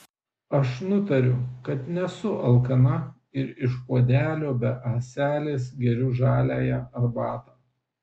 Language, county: Lithuanian, Vilnius